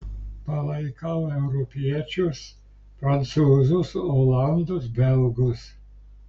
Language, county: Lithuanian, Klaipėda